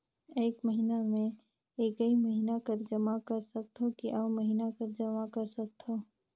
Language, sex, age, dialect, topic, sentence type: Chhattisgarhi, female, 25-30, Northern/Bhandar, banking, question